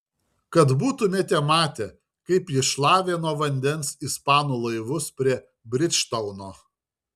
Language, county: Lithuanian, Šiauliai